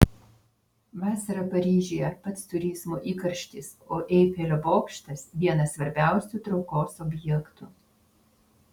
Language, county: Lithuanian, Vilnius